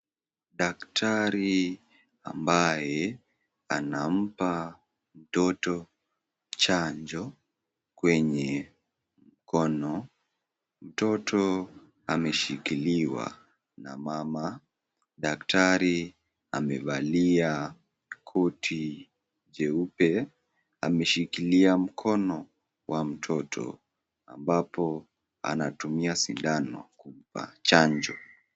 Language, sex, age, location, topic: Swahili, female, 36-49, Nakuru, health